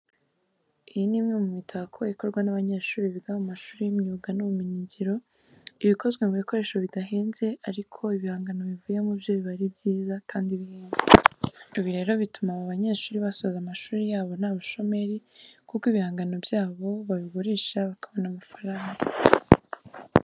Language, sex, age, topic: Kinyarwanda, female, 18-24, education